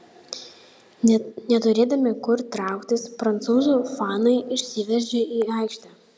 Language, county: Lithuanian, Panevėžys